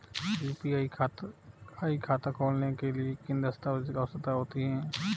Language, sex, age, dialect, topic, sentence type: Hindi, male, 36-40, Marwari Dhudhari, banking, question